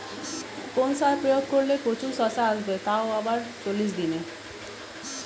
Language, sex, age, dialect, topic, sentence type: Bengali, female, 31-35, Standard Colloquial, agriculture, question